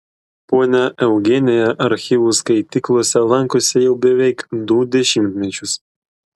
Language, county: Lithuanian, Klaipėda